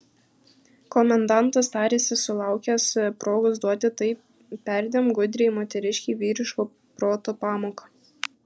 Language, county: Lithuanian, Kaunas